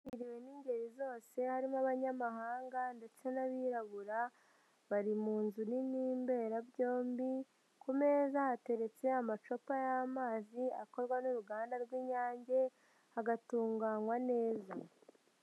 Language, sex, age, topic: Kinyarwanda, female, 50+, government